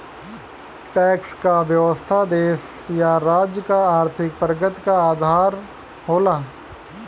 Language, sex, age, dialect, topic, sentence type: Bhojpuri, male, 25-30, Western, banking, statement